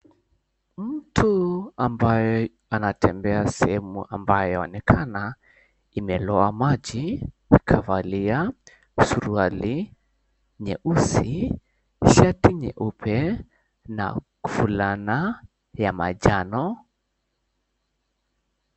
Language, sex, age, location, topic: Swahili, male, 18-24, Mombasa, health